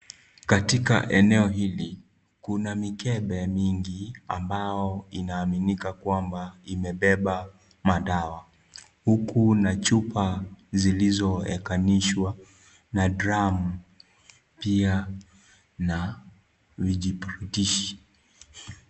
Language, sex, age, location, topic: Swahili, male, 25-35, Kisii, health